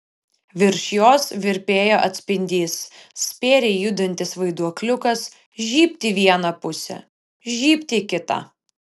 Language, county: Lithuanian, Vilnius